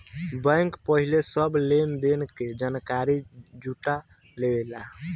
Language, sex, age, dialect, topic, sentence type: Bhojpuri, male, 18-24, Southern / Standard, banking, statement